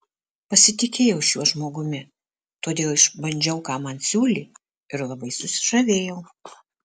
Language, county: Lithuanian, Alytus